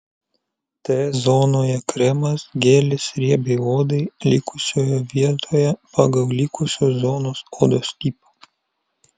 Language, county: Lithuanian, Vilnius